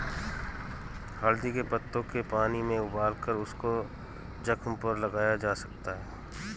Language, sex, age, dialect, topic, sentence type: Hindi, male, 41-45, Marwari Dhudhari, agriculture, statement